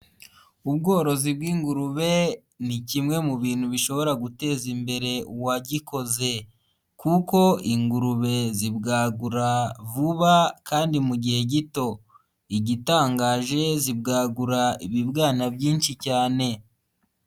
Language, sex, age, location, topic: Kinyarwanda, female, 18-24, Nyagatare, agriculture